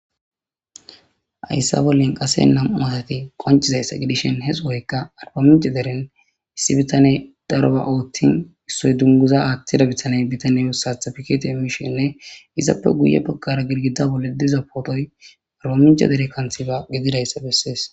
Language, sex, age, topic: Gamo, female, 18-24, government